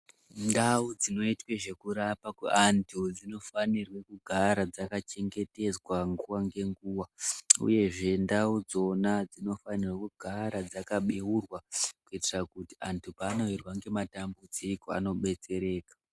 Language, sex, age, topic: Ndau, male, 18-24, health